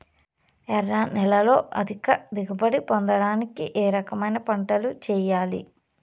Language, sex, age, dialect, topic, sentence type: Telugu, female, 25-30, Southern, agriculture, question